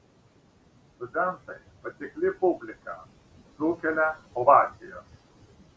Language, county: Lithuanian, Šiauliai